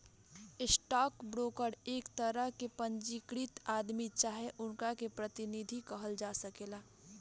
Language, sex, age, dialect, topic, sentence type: Bhojpuri, female, 18-24, Southern / Standard, banking, statement